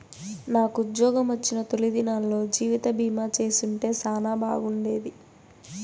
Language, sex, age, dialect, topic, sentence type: Telugu, female, 18-24, Southern, banking, statement